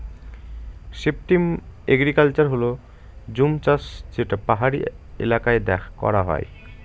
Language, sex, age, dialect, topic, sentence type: Bengali, male, 18-24, Northern/Varendri, agriculture, statement